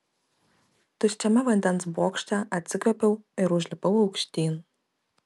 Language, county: Lithuanian, Kaunas